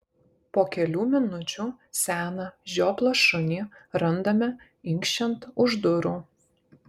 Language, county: Lithuanian, Kaunas